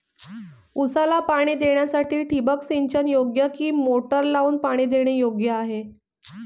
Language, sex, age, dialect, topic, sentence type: Marathi, female, 25-30, Northern Konkan, agriculture, question